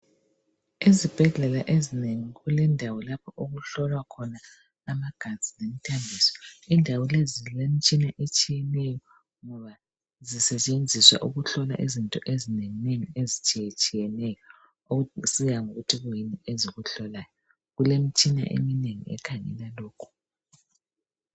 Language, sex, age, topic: North Ndebele, female, 25-35, health